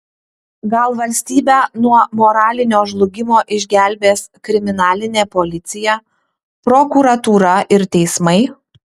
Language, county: Lithuanian, Utena